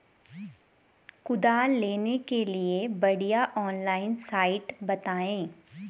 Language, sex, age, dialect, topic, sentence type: Hindi, female, 25-30, Garhwali, agriculture, question